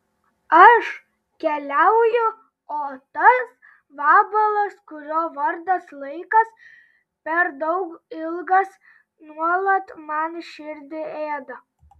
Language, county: Lithuanian, Telšiai